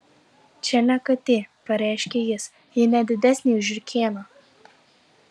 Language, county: Lithuanian, Marijampolė